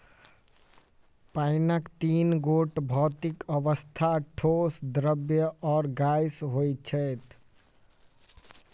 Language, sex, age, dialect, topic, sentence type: Maithili, male, 18-24, Southern/Standard, agriculture, statement